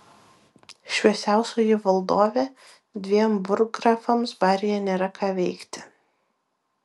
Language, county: Lithuanian, Vilnius